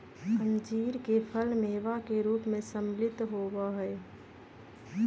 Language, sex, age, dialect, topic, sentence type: Magahi, female, 31-35, Western, agriculture, statement